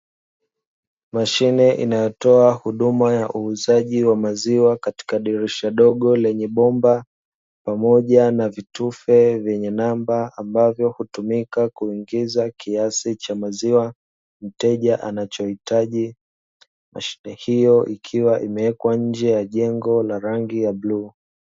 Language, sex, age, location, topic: Swahili, male, 25-35, Dar es Salaam, finance